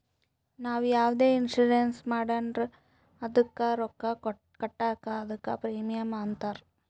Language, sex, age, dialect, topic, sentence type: Kannada, female, 41-45, Northeastern, banking, statement